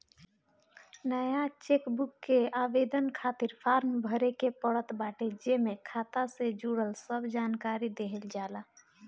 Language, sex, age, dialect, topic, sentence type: Bhojpuri, female, 25-30, Northern, banking, statement